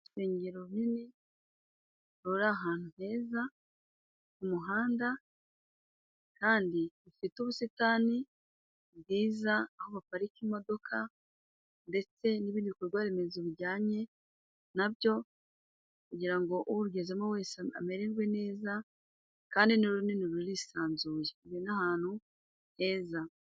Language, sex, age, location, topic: Kinyarwanda, female, 36-49, Musanze, government